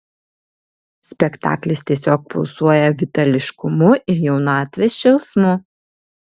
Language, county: Lithuanian, Vilnius